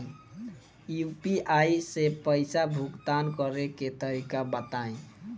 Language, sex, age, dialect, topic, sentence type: Bhojpuri, male, 18-24, Southern / Standard, banking, question